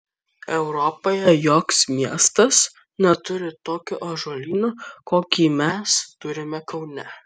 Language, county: Lithuanian, Kaunas